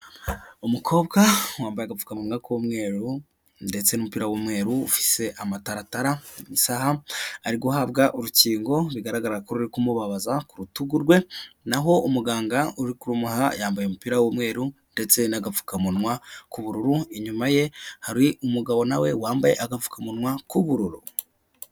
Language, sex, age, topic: Kinyarwanda, male, 18-24, health